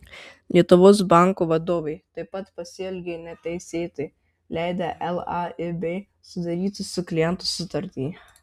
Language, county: Lithuanian, Marijampolė